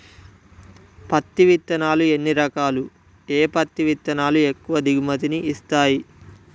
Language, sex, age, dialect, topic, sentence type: Telugu, male, 18-24, Telangana, agriculture, question